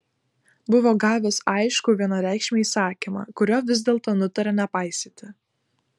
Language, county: Lithuanian, Klaipėda